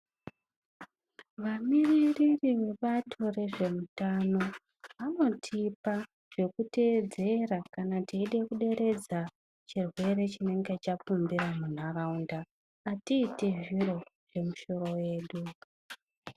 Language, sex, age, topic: Ndau, female, 25-35, health